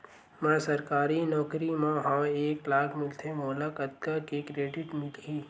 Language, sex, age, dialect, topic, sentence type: Chhattisgarhi, male, 18-24, Western/Budati/Khatahi, banking, question